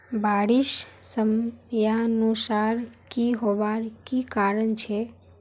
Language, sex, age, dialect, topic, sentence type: Magahi, female, 51-55, Northeastern/Surjapuri, agriculture, question